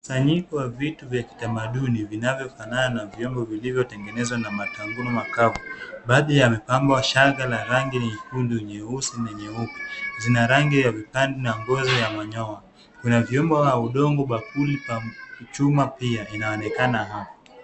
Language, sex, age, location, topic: Swahili, male, 25-35, Kisumu, health